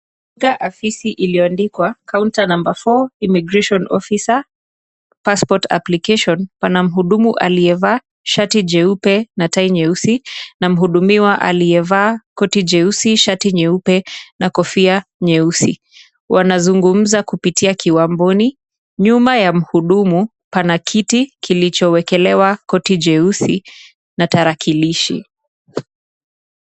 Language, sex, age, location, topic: Swahili, female, 18-24, Kisumu, government